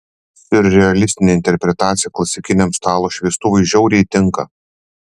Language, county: Lithuanian, Panevėžys